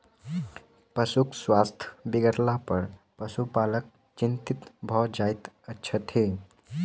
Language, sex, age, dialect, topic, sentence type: Maithili, male, 18-24, Southern/Standard, agriculture, statement